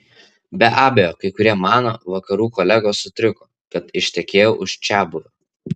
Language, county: Lithuanian, Vilnius